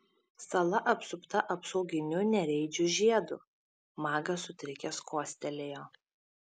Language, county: Lithuanian, Šiauliai